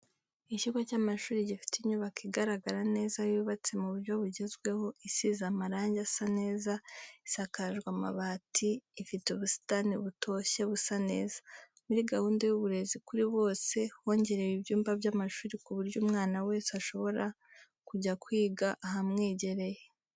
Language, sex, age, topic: Kinyarwanda, female, 25-35, education